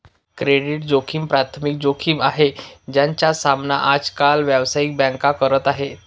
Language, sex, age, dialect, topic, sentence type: Marathi, male, 18-24, Northern Konkan, banking, statement